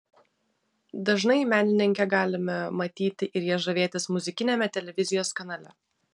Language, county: Lithuanian, Vilnius